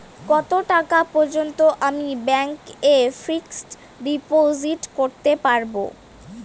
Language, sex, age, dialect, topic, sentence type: Bengali, male, 18-24, Rajbangshi, banking, question